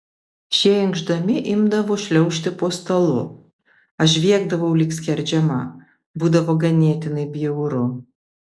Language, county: Lithuanian, Vilnius